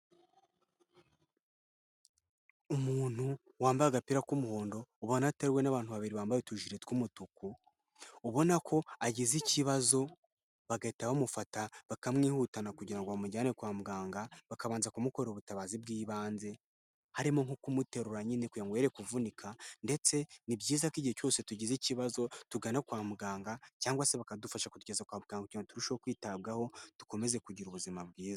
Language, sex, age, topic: Kinyarwanda, male, 18-24, health